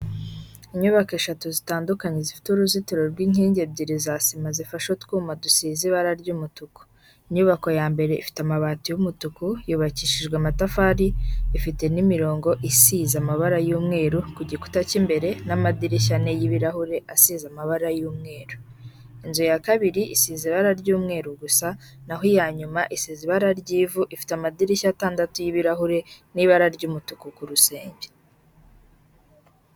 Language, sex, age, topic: Kinyarwanda, female, 18-24, government